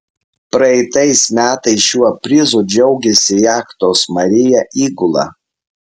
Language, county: Lithuanian, Alytus